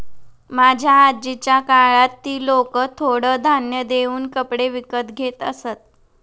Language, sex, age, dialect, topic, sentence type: Marathi, female, 25-30, Standard Marathi, banking, statement